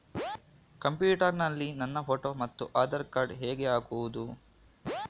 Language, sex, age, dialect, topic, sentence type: Kannada, male, 41-45, Coastal/Dakshin, banking, question